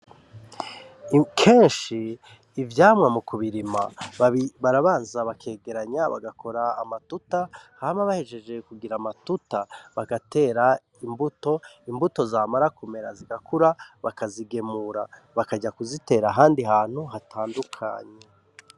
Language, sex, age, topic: Rundi, male, 36-49, agriculture